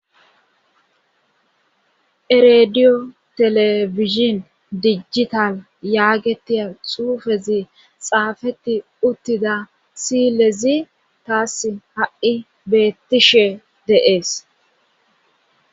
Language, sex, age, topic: Gamo, female, 25-35, government